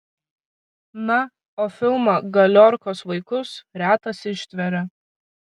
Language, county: Lithuanian, Kaunas